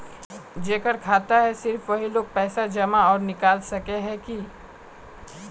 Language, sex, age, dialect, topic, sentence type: Magahi, male, 25-30, Northeastern/Surjapuri, banking, question